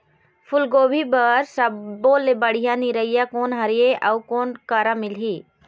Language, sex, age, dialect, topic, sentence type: Chhattisgarhi, female, 18-24, Eastern, agriculture, question